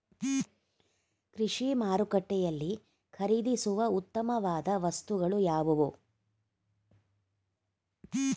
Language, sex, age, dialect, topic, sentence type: Kannada, female, 46-50, Mysore Kannada, agriculture, question